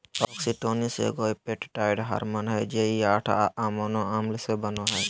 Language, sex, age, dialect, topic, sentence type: Magahi, male, 18-24, Southern, agriculture, statement